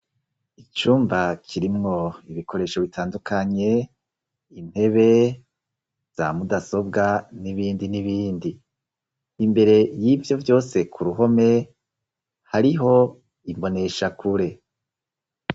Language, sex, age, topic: Rundi, female, 36-49, education